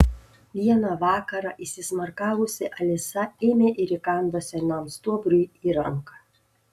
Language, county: Lithuanian, Šiauliai